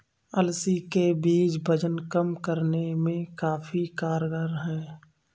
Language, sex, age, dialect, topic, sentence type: Hindi, male, 25-30, Awadhi Bundeli, agriculture, statement